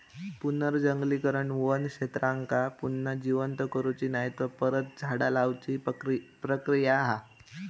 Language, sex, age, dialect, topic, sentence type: Marathi, male, 18-24, Southern Konkan, agriculture, statement